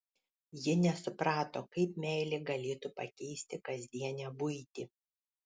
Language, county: Lithuanian, Panevėžys